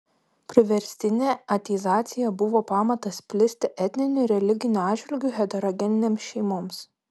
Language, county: Lithuanian, Panevėžys